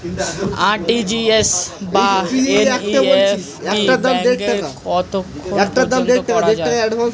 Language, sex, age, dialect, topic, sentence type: Bengali, male, 18-24, Northern/Varendri, banking, question